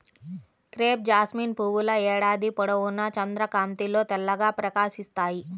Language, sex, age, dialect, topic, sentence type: Telugu, female, 31-35, Central/Coastal, agriculture, statement